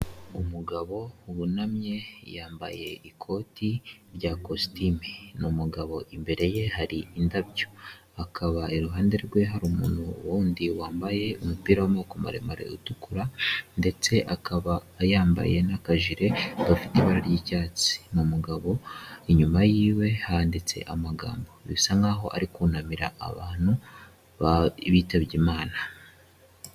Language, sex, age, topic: Kinyarwanda, male, 18-24, health